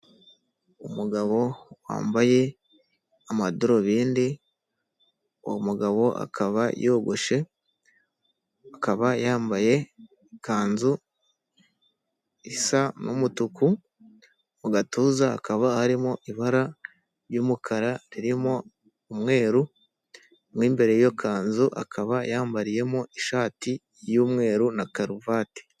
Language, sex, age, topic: Kinyarwanda, male, 25-35, government